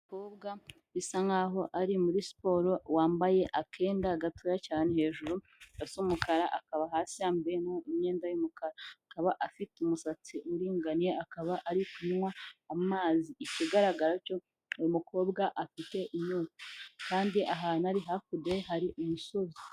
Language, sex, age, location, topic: Kinyarwanda, female, 18-24, Kigali, health